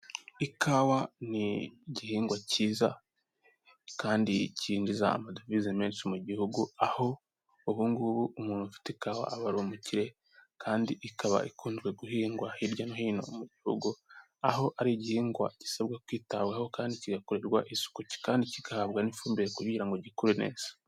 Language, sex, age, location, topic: Kinyarwanda, male, 18-24, Kigali, health